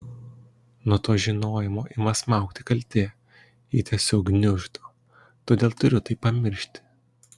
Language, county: Lithuanian, Kaunas